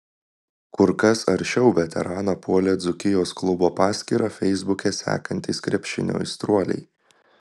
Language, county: Lithuanian, Klaipėda